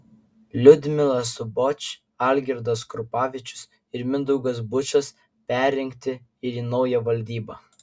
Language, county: Lithuanian, Kaunas